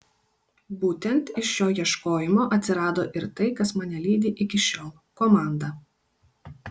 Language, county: Lithuanian, Kaunas